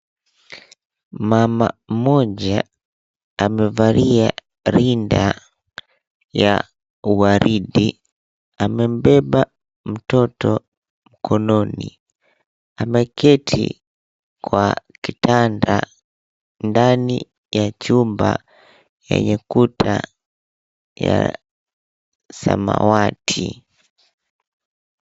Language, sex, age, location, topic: Swahili, female, 18-24, Mombasa, health